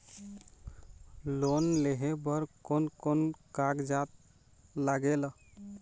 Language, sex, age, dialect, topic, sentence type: Chhattisgarhi, male, 18-24, Eastern, banking, statement